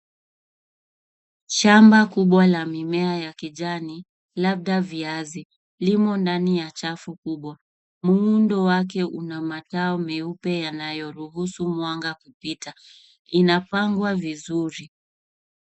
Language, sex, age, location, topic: Swahili, female, 25-35, Nairobi, agriculture